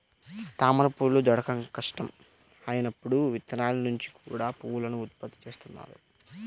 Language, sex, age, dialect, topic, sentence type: Telugu, male, 60-100, Central/Coastal, agriculture, statement